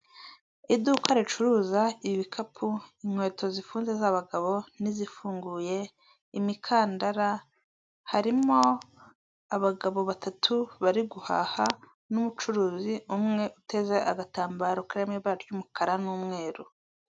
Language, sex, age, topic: Kinyarwanda, female, 25-35, finance